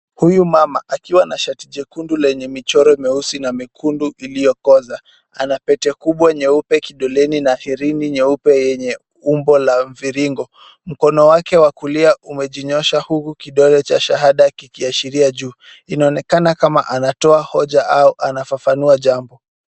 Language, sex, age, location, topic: Swahili, male, 36-49, Kisumu, government